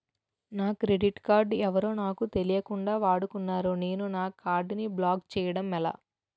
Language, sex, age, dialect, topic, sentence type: Telugu, female, 18-24, Utterandhra, banking, question